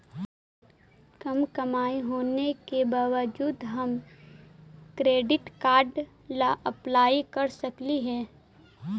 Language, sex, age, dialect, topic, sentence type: Magahi, female, 25-30, Central/Standard, banking, question